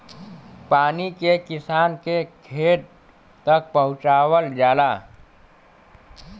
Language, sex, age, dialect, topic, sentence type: Bhojpuri, male, 31-35, Western, agriculture, statement